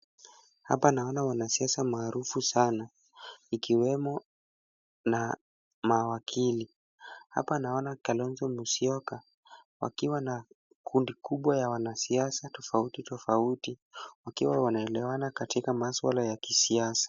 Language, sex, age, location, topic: Swahili, male, 18-24, Kisumu, government